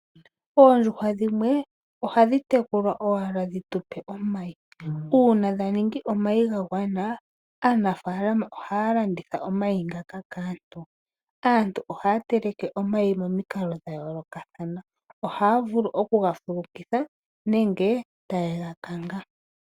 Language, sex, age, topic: Oshiwambo, female, 18-24, agriculture